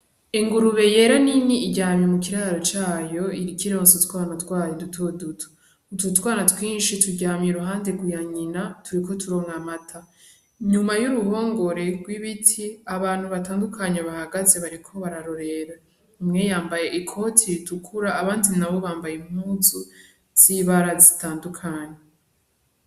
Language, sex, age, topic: Rundi, female, 18-24, agriculture